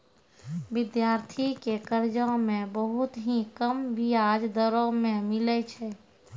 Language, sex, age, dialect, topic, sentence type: Maithili, female, 25-30, Angika, banking, statement